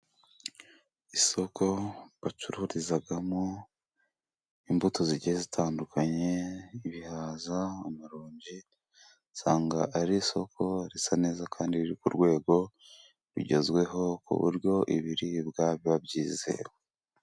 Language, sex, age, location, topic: Kinyarwanda, male, 18-24, Burera, finance